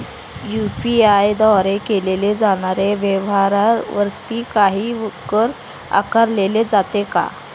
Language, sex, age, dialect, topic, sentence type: Marathi, female, 25-30, Standard Marathi, banking, question